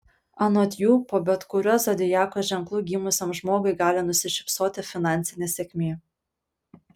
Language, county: Lithuanian, Panevėžys